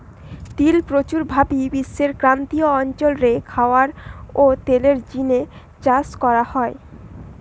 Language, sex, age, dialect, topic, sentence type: Bengali, male, 18-24, Western, agriculture, statement